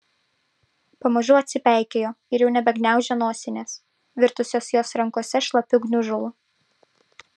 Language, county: Lithuanian, Vilnius